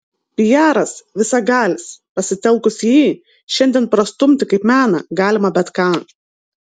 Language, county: Lithuanian, Vilnius